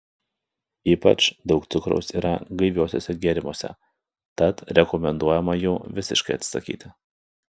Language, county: Lithuanian, Kaunas